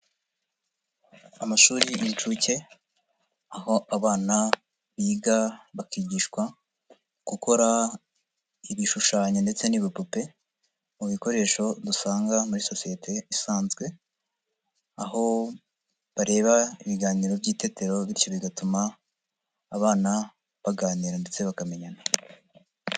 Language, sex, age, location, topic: Kinyarwanda, female, 50+, Nyagatare, education